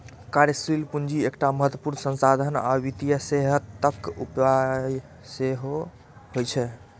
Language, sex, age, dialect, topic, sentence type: Maithili, male, 25-30, Eastern / Thethi, banking, statement